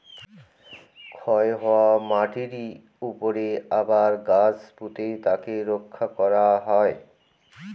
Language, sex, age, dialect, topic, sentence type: Bengali, male, 46-50, Northern/Varendri, agriculture, statement